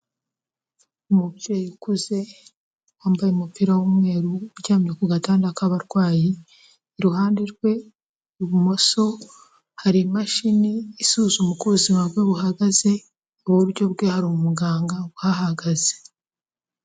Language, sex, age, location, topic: Kinyarwanda, female, 25-35, Kigali, health